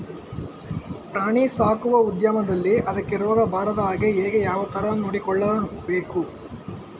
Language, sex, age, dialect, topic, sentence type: Kannada, male, 18-24, Coastal/Dakshin, agriculture, question